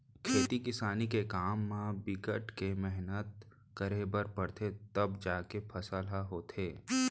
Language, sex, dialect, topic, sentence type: Chhattisgarhi, male, Central, agriculture, statement